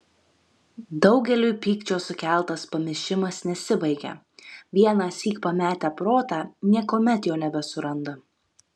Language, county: Lithuanian, Kaunas